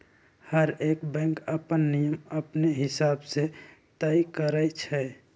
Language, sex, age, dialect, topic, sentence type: Magahi, male, 60-100, Western, banking, statement